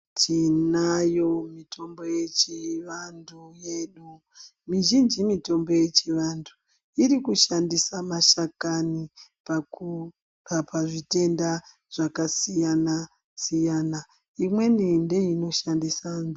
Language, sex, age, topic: Ndau, female, 36-49, health